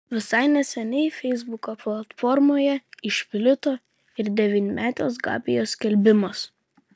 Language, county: Lithuanian, Vilnius